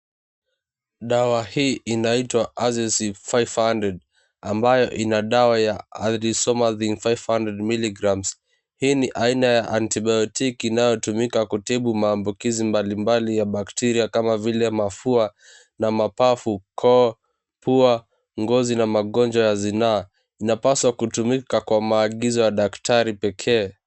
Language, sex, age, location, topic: Swahili, male, 18-24, Mombasa, health